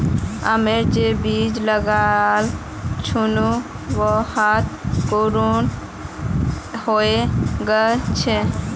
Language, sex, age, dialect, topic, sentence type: Magahi, male, 18-24, Northeastern/Surjapuri, agriculture, statement